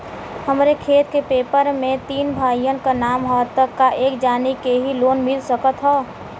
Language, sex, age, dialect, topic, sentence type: Bhojpuri, female, 18-24, Western, banking, question